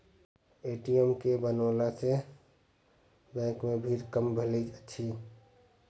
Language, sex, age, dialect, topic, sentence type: Maithili, male, 25-30, Southern/Standard, banking, statement